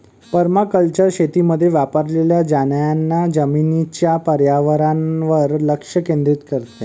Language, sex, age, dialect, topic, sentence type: Marathi, male, 31-35, Varhadi, agriculture, statement